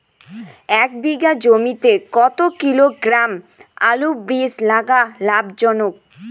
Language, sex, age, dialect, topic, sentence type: Bengali, female, 18-24, Rajbangshi, agriculture, question